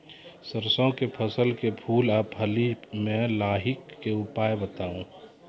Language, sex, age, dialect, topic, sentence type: Maithili, male, 36-40, Angika, agriculture, question